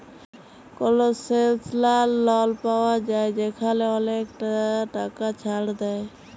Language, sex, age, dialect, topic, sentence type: Bengali, female, 18-24, Jharkhandi, banking, statement